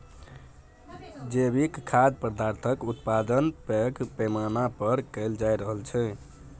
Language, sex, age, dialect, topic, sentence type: Maithili, male, 18-24, Bajjika, agriculture, statement